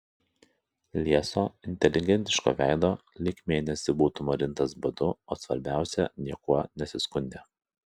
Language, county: Lithuanian, Kaunas